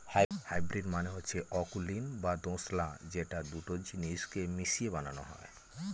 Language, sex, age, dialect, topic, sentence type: Bengali, male, 18-24, Northern/Varendri, banking, statement